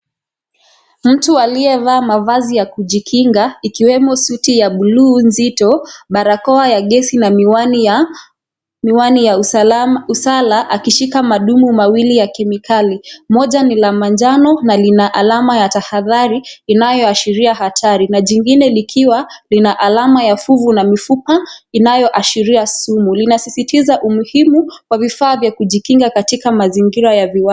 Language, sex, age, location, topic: Swahili, female, 18-24, Kisii, health